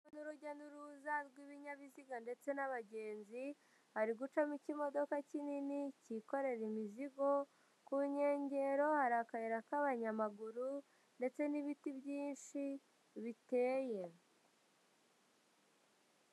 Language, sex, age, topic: Kinyarwanda, male, 18-24, government